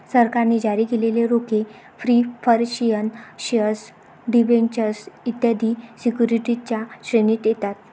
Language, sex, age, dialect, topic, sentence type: Marathi, female, 25-30, Varhadi, banking, statement